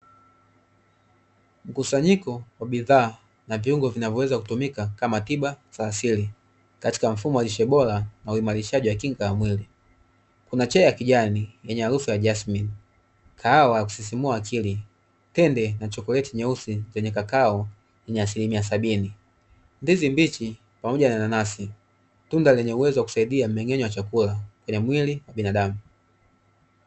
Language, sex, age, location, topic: Swahili, male, 25-35, Dar es Salaam, health